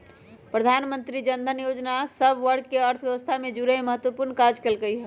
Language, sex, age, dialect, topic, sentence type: Magahi, female, 18-24, Western, banking, statement